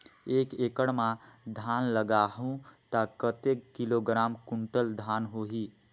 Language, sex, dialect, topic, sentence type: Chhattisgarhi, male, Northern/Bhandar, agriculture, question